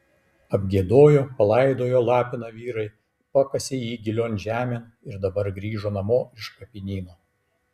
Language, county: Lithuanian, Kaunas